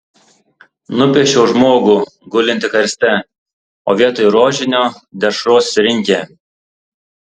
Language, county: Lithuanian, Tauragė